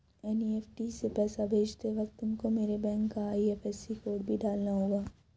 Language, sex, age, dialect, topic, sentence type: Hindi, female, 56-60, Hindustani Malvi Khadi Boli, banking, statement